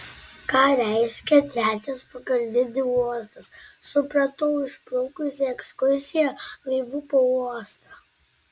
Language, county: Lithuanian, Klaipėda